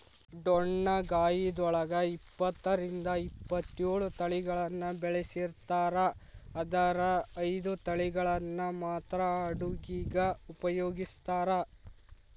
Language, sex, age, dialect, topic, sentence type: Kannada, male, 18-24, Dharwad Kannada, agriculture, statement